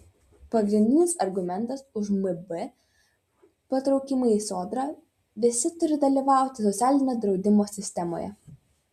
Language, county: Lithuanian, Vilnius